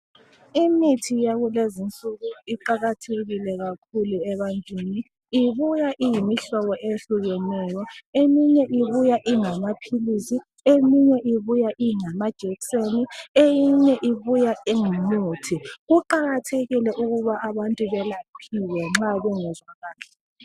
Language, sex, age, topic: North Ndebele, female, 36-49, health